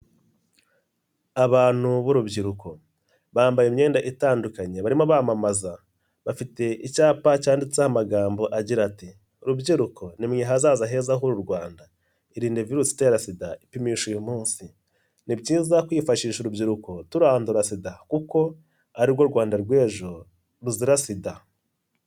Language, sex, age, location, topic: Kinyarwanda, male, 25-35, Nyagatare, health